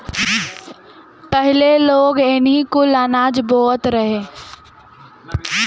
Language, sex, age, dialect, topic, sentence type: Bhojpuri, female, 18-24, Northern, agriculture, statement